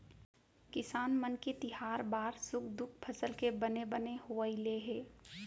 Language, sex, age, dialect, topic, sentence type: Chhattisgarhi, female, 25-30, Central, agriculture, statement